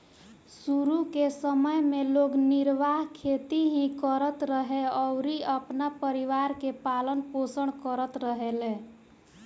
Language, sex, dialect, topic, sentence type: Bhojpuri, female, Southern / Standard, agriculture, statement